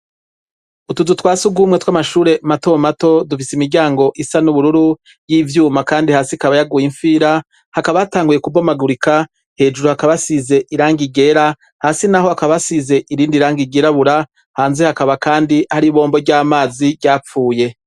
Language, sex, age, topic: Rundi, female, 25-35, education